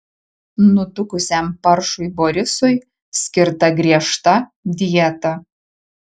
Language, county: Lithuanian, Marijampolė